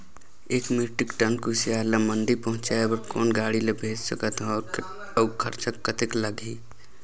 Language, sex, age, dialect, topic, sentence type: Chhattisgarhi, male, 18-24, Northern/Bhandar, agriculture, question